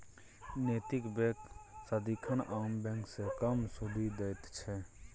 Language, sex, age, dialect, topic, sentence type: Maithili, male, 31-35, Bajjika, banking, statement